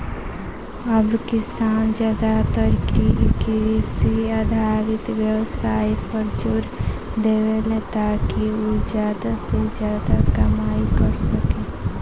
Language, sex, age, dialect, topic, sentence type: Bhojpuri, female, 18-24, Southern / Standard, agriculture, statement